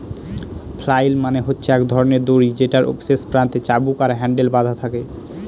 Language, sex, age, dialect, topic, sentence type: Bengali, male, 18-24, Northern/Varendri, agriculture, statement